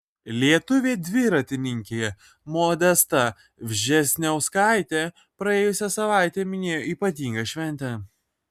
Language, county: Lithuanian, Kaunas